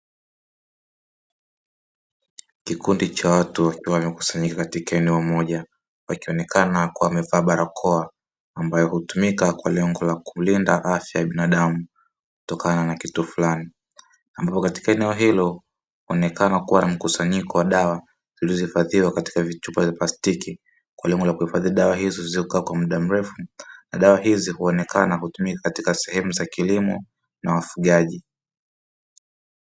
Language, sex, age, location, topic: Swahili, male, 18-24, Dar es Salaam, agriculture